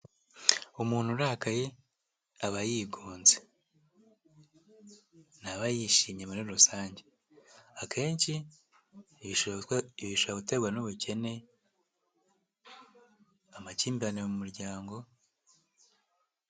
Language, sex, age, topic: Kinyarwanda, male, 18-24, health